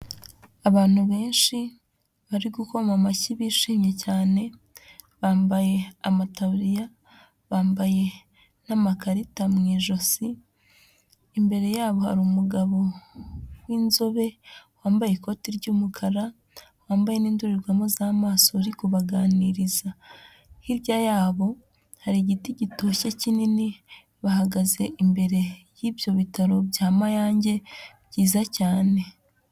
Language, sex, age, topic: Kinyarwanda, female, 25-35, health